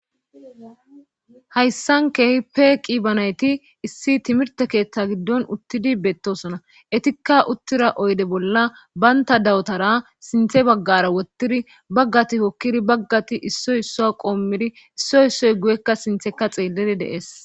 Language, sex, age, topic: Gamo, female, 25-35, government